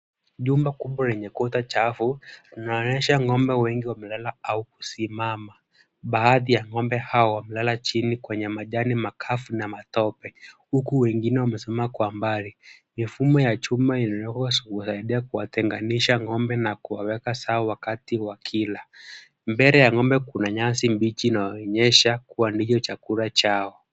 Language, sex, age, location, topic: Swahili, male, 18-24, Kisumu, agriculture